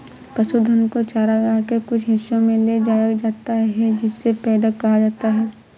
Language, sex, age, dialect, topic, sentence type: Hindi, female, 51-55, Awadhi Bundeli, agriculture, statement